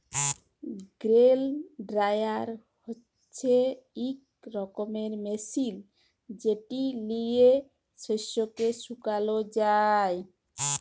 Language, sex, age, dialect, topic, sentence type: Bengali, female, 18-24, Jharkhandi, agriculture, statement